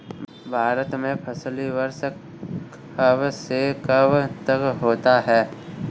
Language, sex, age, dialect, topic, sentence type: Hindi, male, 46-50, Kanauji Braj Bhasha, agriculture, question